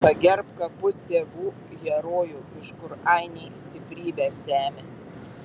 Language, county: Lithuanian, Vilnius